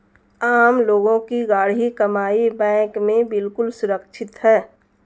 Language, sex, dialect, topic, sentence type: Hindi, female, Marwari Dhudhari, banking, statement